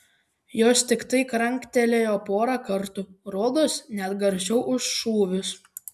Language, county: Lithuanian, Panevėžys